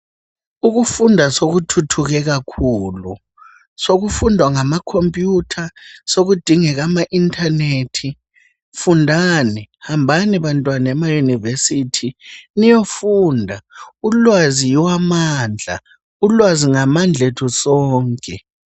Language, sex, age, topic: North Ndebele, female, 25-35, education